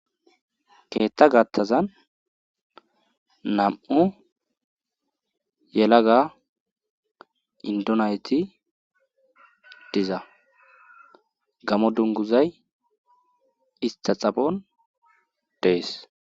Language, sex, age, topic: Gamo, male, 18-24, government